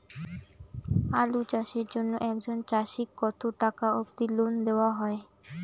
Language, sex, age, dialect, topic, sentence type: Bengali, female, 18-24, Rajbangshi, agriculture, question